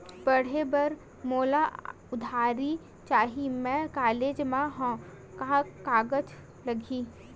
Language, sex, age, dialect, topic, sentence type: Chhattisgarhi, female, 18-24, Western/Budati/Khatahi, banking, question